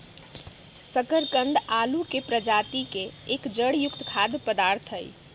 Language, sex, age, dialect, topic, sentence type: Magahi, female, 31-35, Western, agriculture, statement